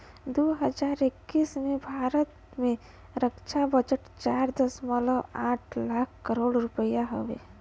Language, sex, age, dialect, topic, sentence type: Bhojpuri, female, 25-30, Western, banking, statement